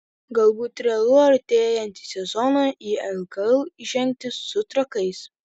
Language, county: Lithuanian, Kaunas